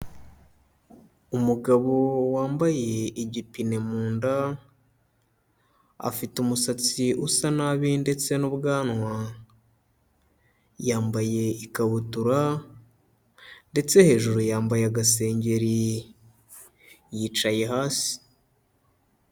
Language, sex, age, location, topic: Kinyarwanda, male, 25-35, Kigali, health